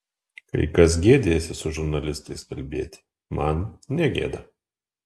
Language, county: Lithuanian, Kaunas